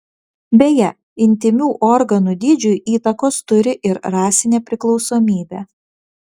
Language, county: Lithuanian, Vilnius